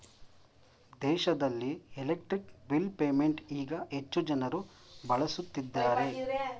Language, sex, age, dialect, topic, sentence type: Kannada, male, 25-30, Mysore Kannada, banking, statement